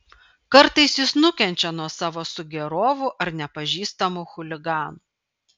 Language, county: Lithuanian, Vilnius